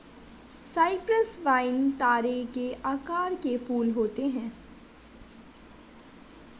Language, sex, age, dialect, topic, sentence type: Hindi, female, 60-100, Awadhi Bundeli, agriculture, statement